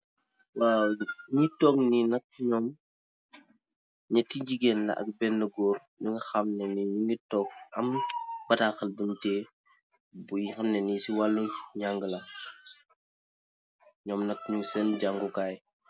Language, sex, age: Wolof, male, 18-24